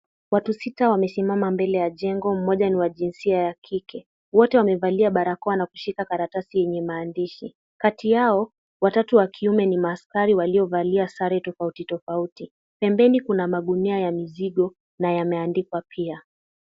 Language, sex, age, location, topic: Swahili, female, 18-24, Kisii, health